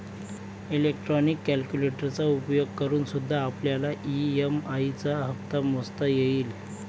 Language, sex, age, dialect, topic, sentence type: Marathi, male, 25-30, Northern Konkan, banking, statement